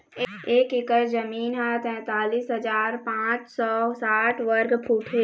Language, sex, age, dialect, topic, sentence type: Chhattisgarhi, female, 25-30, Eastern, agriculture, statement